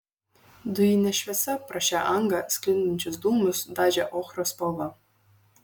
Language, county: Lithuanian, Šiauliai